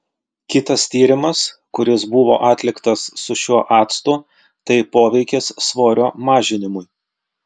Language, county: Lithuanian, Vilnius